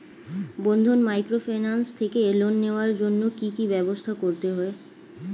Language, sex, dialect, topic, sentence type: Bengali, female, Standard Colloquial, banking, question